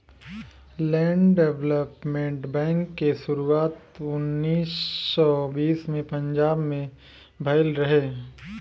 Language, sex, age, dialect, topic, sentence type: Bhojpuri, male, 25-30, Southern / Standard, banking, statement